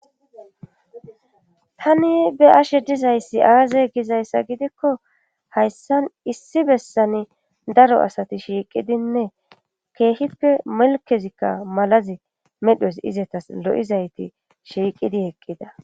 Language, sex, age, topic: Gamo, female, 25-35, government